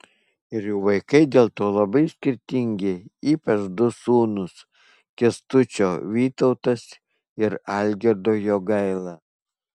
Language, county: Lithuanian, Kaunas